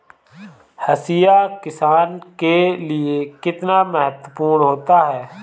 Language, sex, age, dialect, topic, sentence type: Hindi, male, 25-30, Awadhi Bundeli, agriculture, question